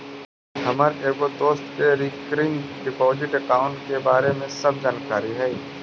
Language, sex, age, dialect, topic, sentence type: Magahi, male, 18-24, Central/Standard, banking, statement